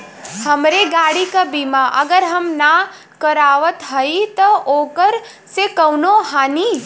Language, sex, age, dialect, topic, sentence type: Bhojpuri, female, 18-24, Western, banking, question